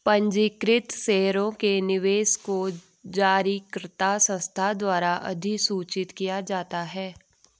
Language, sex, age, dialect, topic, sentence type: Hindi, female, 18-24, Garhwali, banking, statement